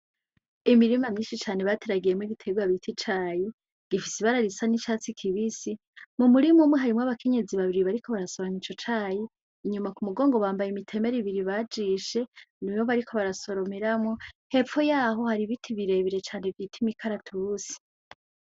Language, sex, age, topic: Rundi, female, 18-24, agriculture